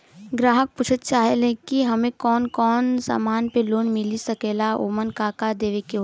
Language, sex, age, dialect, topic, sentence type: Bhojpuri, female, 18-24, Western, banking, question